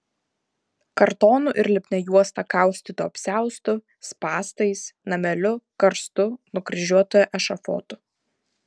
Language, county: Lithuanian, Vilnius